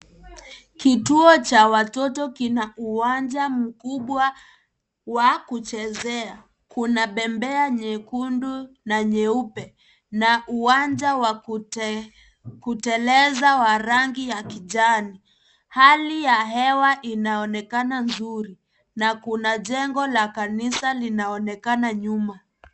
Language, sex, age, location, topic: Swahili, female, 18-24, Kisii, education